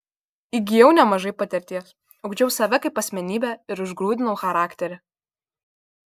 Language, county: Lithuanian, Kaunas